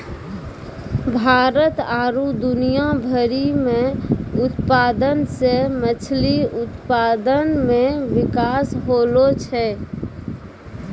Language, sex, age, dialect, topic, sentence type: Maithili, female, 31-35, Angika, agriculture, statement